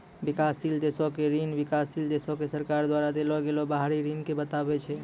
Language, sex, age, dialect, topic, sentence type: Maithili, male, 25-30, Angika, banking, statement